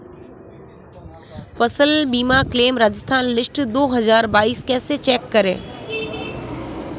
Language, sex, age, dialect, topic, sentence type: Hindi, female, 25-30, Marwari Dhudhari, agriculture, question